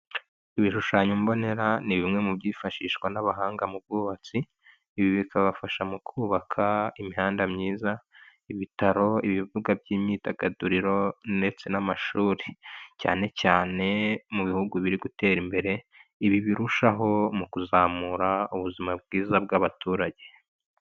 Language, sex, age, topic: Kinyarwanda, male, 25-35, health